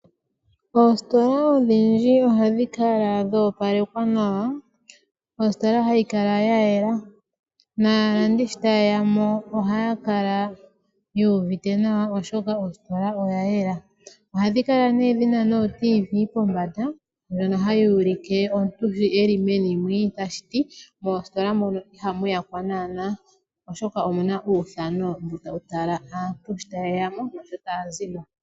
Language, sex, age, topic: Oshiwambo, female, 18-24, finance